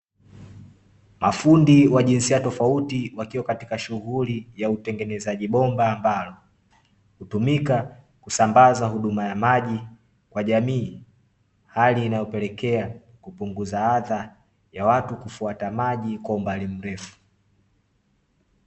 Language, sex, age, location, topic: Swahili, male, 25-35, Dar es Salaam, government